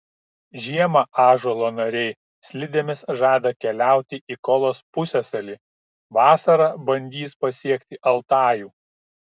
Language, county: Lithuanian, Kaunas